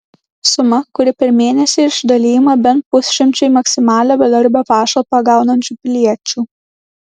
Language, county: Lithuanian, Klaipėda